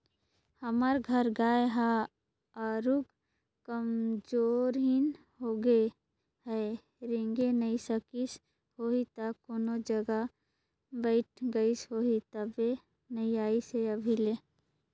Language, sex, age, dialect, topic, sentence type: Chhattisgarhi, male, 56-60, Northern/Bhandar, agriculture, statement